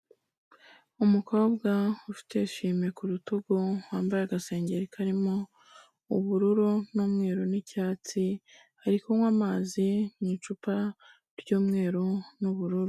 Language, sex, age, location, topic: Kinyarwanda, female, 25-35, Kigali, health